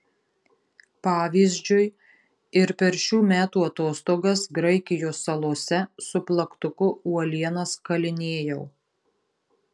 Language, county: Lithuanian, Marijampolė